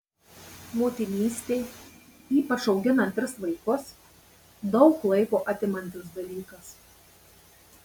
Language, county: Lithuanian, Marijampolė